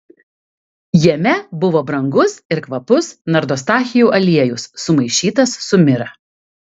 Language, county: Lithuanian, Kaunas